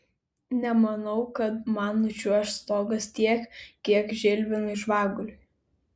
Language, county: Lithuanian, Kaunas